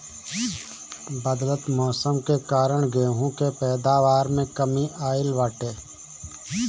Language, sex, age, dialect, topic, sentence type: Bhojpuri, male, 25-30, Northern, agriculture, statement